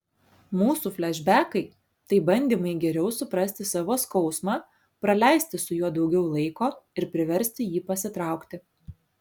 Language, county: Lithuanian, Alytus